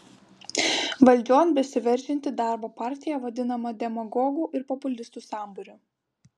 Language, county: Lithuanian, Vilnius